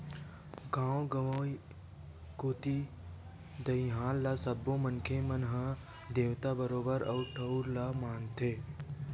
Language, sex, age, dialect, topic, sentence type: Chhattisgarhi, male, 18-24, Western/Budati/Khatahi, agriculture, statement